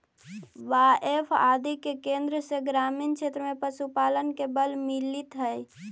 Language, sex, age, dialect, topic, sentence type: Magahi, female, 18-24, Central/Standard, banking, statement